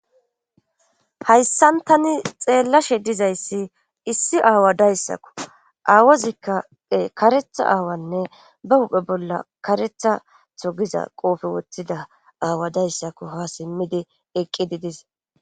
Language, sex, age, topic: Gamo, female, 18-24, government